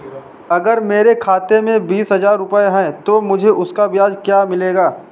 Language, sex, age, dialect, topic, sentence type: Hindi, male, 18-24, Marwari Dhudhari, banking, question